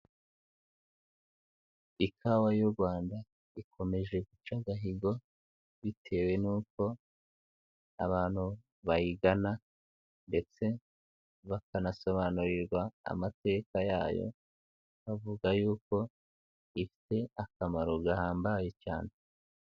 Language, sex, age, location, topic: Kinyarwanda, male, 18-24, Nyagatare, agriculture